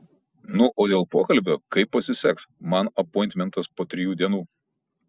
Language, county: Lithuanian, Kaunas